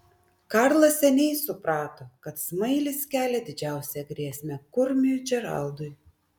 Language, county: Lithuanian, Klaipėda